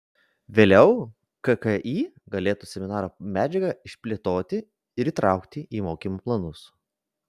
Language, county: Lithuanian, Vilnius